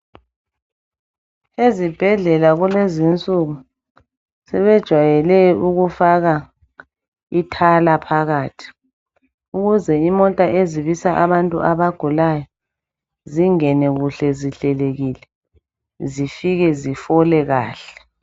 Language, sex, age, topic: North Ndebele, female, 25-35, health